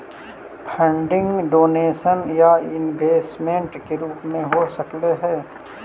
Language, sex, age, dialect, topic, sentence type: Magahi, male, 31-35, Central/Standard, agriculture, statement